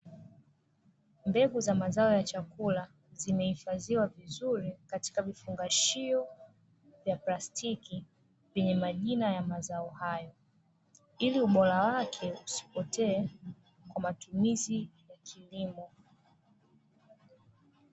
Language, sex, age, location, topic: Swahili, female, 25-35, Dar es Salaam, agriculture